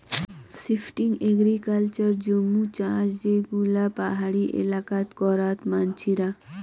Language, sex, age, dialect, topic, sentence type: Bengali, female, 18-24, Rajbangshi, agriculture, statement